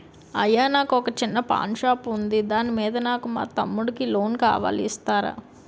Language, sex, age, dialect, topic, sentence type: Telugu, female, 18-24, Utterandhra, banking, question